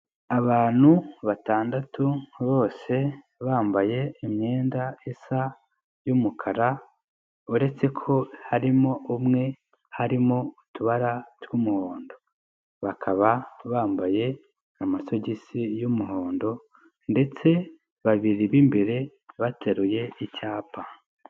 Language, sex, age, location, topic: Kinyarwanda, male, 18-24, Nyagatare, health